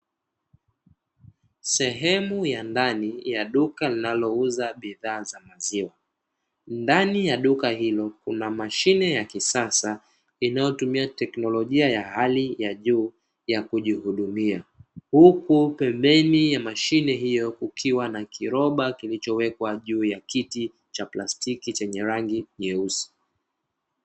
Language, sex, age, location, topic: Swahili, male, 25-35, Dar es Salaam, finance